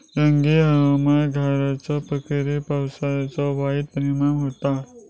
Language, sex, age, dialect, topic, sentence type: Marathi, male, 25-30, Southern Konkan, agriculture, question